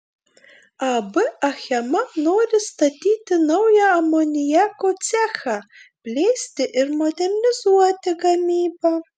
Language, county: Lithuanian, Marijampolė